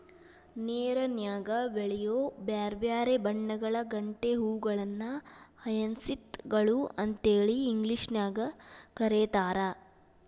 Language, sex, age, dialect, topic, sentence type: Kannada, female, 18-24, Dharwad Kannada, agriculture, statement